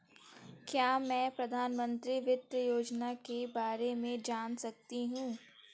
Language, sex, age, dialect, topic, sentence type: Hindi, female, 18-24, Kanauji Braj Bhasha, banking, question